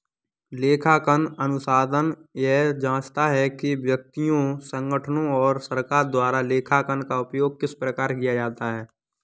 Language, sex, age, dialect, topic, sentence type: Hindi, male, 18-24, Kanauji Braj Bhasha, banking, statement